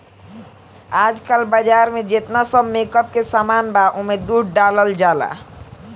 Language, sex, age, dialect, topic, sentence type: Bhojpuri, male, <18, Southern / Standard, agriculture, statement